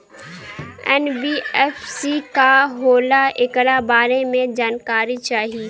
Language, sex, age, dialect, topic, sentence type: Bhojpuri, female, <18, Western, banking, question